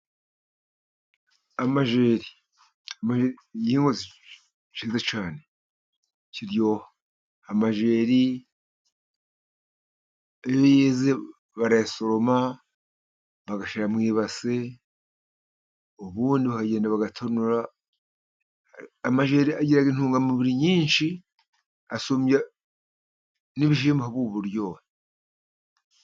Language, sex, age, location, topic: Kinyarwanda, male, 50+, Musanze, agriculture